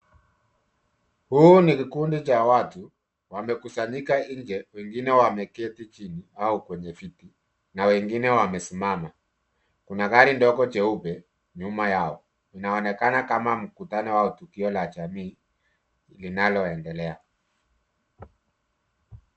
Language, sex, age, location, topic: Swahili, male, 50+, Nairobi, health